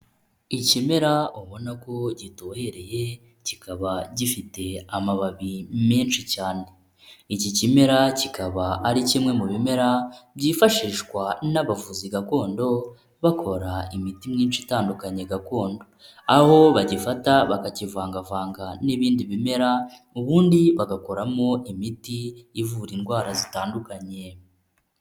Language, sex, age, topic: Kinyarwanda, male, 25-35, health